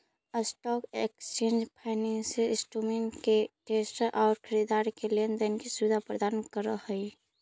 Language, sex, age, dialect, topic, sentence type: Magahi, female, 25-30, Central/Standard, banking, statement